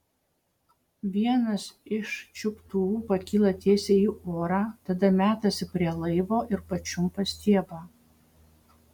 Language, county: Lithuanian, Utena